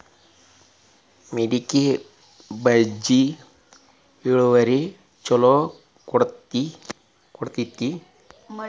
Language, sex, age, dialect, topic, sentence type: Kannada, male, 36-40, Dharwad Kannada, agriculture, question